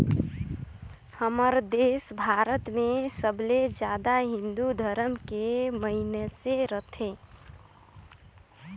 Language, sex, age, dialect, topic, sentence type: Chhattisgarhi, female, 25-30, Northern/Bhandar, agriculture, statement